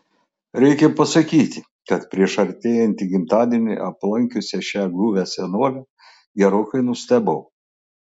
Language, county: Lithuanian, Klaipėda